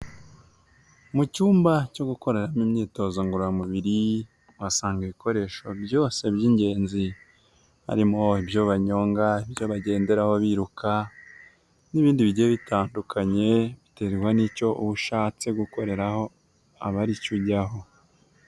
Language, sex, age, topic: Kinyarwanda, male, 18-24, health